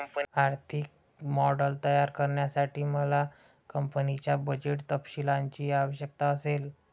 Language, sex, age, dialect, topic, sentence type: Marathi, male, 60-100, Standard Marathi, banking, statement